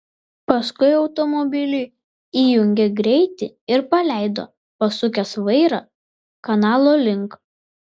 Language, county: Lithuanian, Vilnius